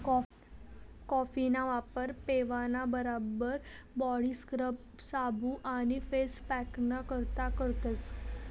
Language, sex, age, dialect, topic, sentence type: Marathi, female, 18-24, Northern Konkan, agriculture, statement